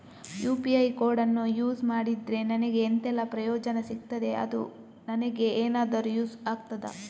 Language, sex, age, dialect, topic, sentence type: Kannada, female, 18-24, Coastal/Dakshin, banking, question